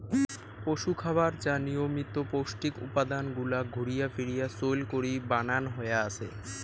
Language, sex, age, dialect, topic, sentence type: Bengali, male, 18-24, Rajbangshi, agriculture, statement